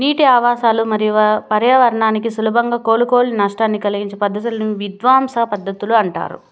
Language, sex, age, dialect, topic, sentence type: Telugu, female, 31-35, Southern, agriculture, statement